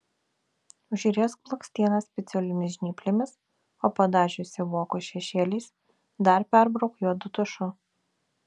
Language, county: Lithuanian, Vilnius